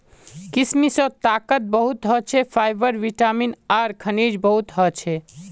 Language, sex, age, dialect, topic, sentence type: Magahi, male, 18-24, Northeastern/Surjapuri, agriculture, statement